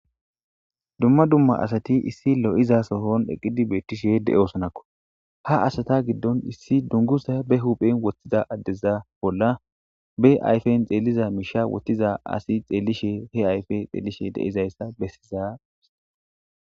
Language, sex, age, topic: Gamo, female, 18-24, government